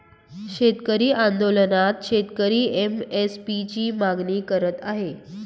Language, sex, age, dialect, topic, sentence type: Marathi, female, 46-50, Northern Konkan, agriculture, statement